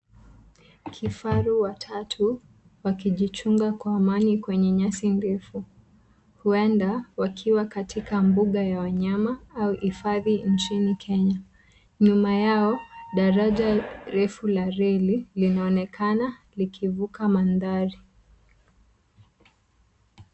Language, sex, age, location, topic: Swahili, female, 25-35, Nairobi, government